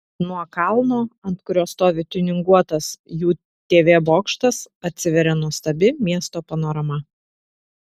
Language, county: Lithuanian, Šiauliai